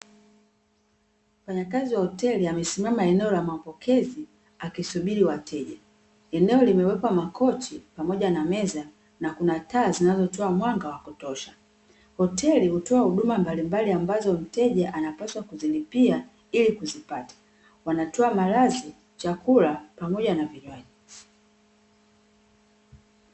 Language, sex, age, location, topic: Swahili, female, 36-49, Dar es Salaam, finance